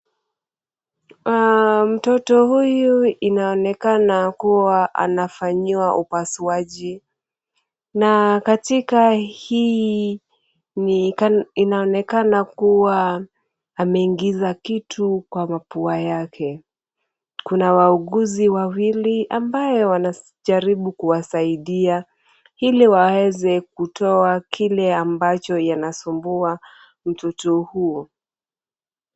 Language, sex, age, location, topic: Swahili, female, 25-35, Kisumu, health